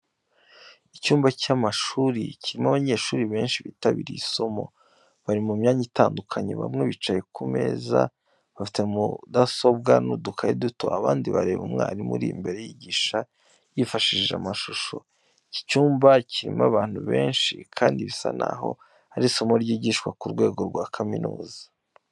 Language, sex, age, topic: Kinyarwanda, male, 25-35, education